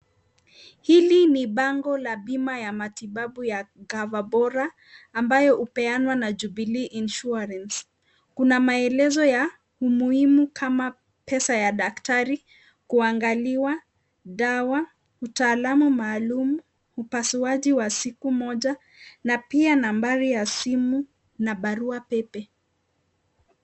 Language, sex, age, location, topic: Swahili, female, 25-35, Nakuru, finance